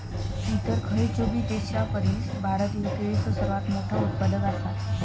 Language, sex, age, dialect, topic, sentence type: Marathi, female, 25-30, Southern Konkan, agriculture, statement